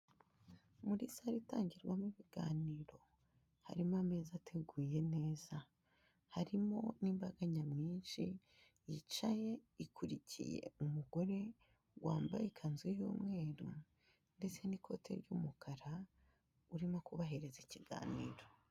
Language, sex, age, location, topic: Kinyarwanda, female, 25-35, Kigali, health